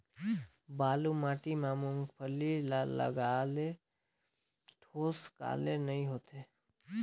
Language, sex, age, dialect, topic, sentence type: Chhattisgarhi, male, 25-30, Northern/Bhandar, agriculture, question